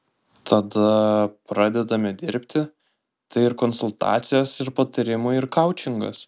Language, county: Lithuanian, Panevėžys